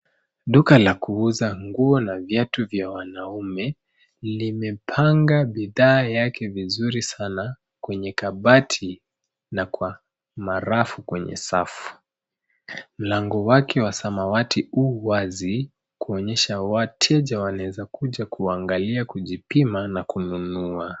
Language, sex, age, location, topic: Swahili, male, 25-35, Nairobi, finance